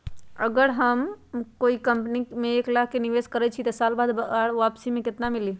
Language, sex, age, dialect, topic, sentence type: Magahi, female, 25-30, Western, banking, question